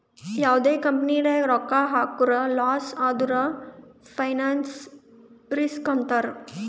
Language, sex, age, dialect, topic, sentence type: Kannada, female, 18-24, Northeastern, banking, statement